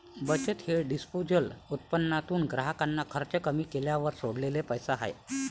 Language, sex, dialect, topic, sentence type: Marathi, male, Varhadi, banking, statement